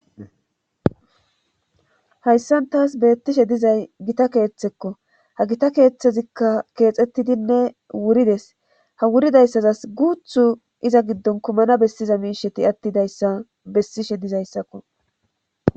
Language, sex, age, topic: Gamo, female, 25-35, government